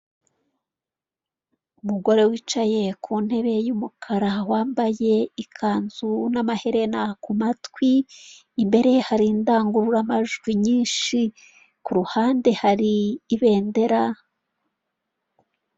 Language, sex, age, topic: Kinyarwanda, female, 36-49, government